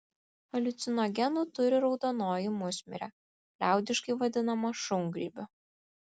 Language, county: Lithuanian, Kaunas